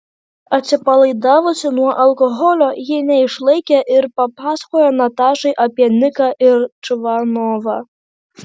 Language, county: Lithuanian, Kaunas